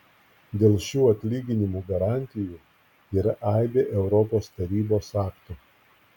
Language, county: Lithuanian, Klaipėda